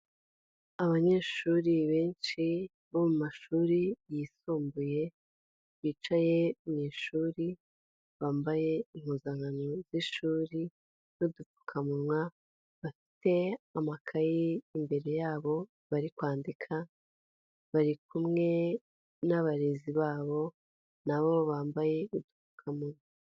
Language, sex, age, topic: Kinyarwanda, female, 18-24, education